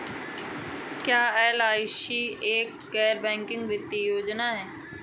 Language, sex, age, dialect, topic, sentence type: Hindi, male, 25-30, Awadhi Bundeli, banking, question